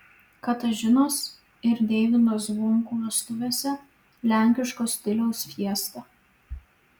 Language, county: Lithuanian, Vilnius